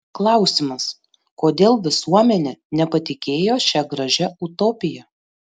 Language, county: Lithuanian, Panevėžys